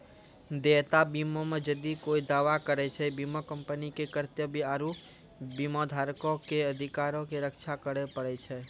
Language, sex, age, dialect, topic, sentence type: Maithili, male, 18-24, Angika, banking, statement